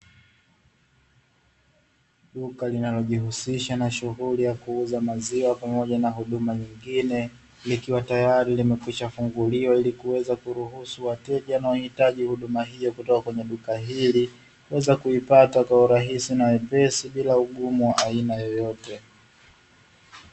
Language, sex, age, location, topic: Swahili, male, 25-35, Dar es Salaam, finance